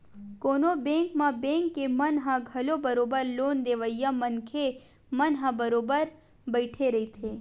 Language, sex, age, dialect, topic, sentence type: Chhattisgarhi, female, 18-24, Western/Budati/Khatahi, banking, statement